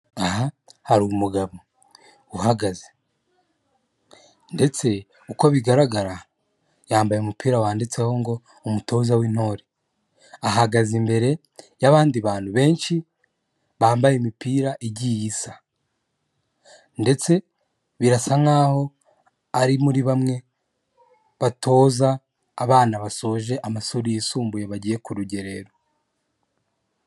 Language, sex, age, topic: Kinyarwanda, male, 25-35, government